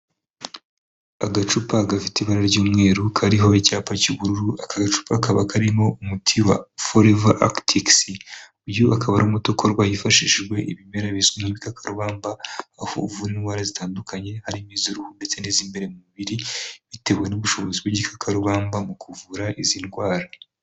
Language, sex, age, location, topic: Kinyarwanda, male, 18-24, Kigali, health